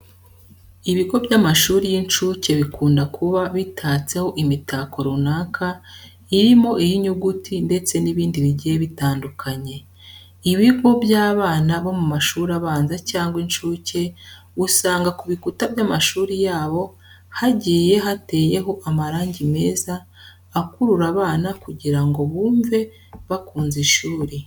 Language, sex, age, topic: Kinyarwanda, female, 36-49, education